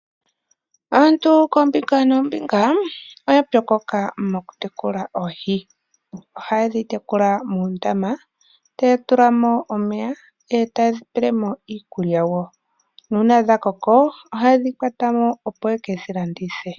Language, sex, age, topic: Oshiwambo, male, 18-24, agriculture